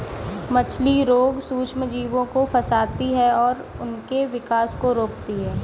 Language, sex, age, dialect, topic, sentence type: Hindi, female, 18-24, Kanauji Braj Bhasha, agriculture, statement